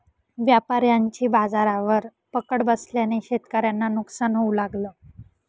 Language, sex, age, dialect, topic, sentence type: Marathi, female, 18-24, Northern Konkan, agriculture, statement